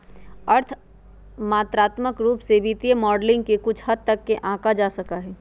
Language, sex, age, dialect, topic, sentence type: Magahi, female, 46-50, Western, banking, statement